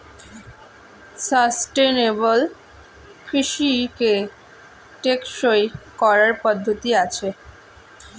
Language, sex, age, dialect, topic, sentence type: Bengali, female, <18, Standard Colloquial, agriculture, statement